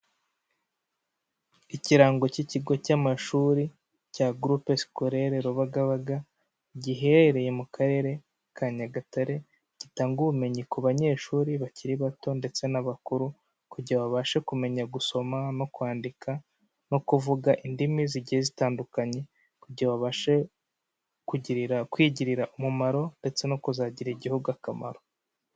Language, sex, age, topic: Kinyarwanda, male, 25-35, education